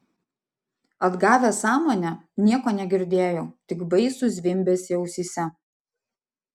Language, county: Lithuanian, Vilnius